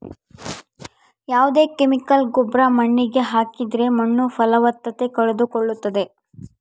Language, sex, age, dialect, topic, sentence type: Kannada, female, 51-55, Central, agriculture, statement